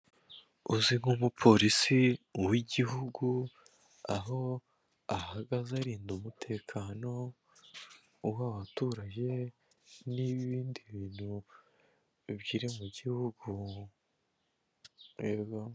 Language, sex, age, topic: Kinyarwanda, male, 18-24, government